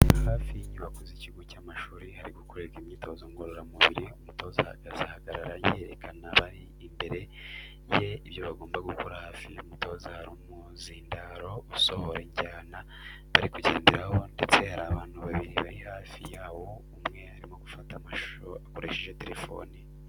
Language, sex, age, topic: Kinyarwanda, male, 25-35, education